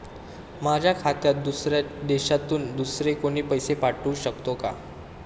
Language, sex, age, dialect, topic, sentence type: Marathi, male, 18-24, Standard Marathi, banking, question